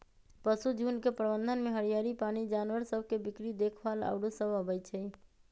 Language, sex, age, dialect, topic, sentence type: Magahi, female, 25-30, Western, agriculture, statement